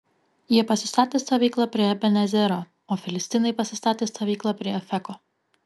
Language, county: Lithuanian, Kaunas